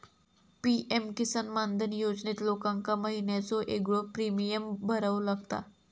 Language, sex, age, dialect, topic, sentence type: Marathi, female, 51-55, Southern Konkan, agriculture, statement